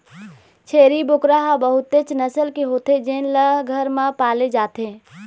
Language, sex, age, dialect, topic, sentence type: Chhattisgarhi, female, 18-24, Eastern, agriculture, statement